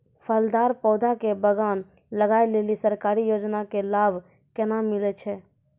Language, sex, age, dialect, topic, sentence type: Maithili, female, 51-55, Angika, agriculture, question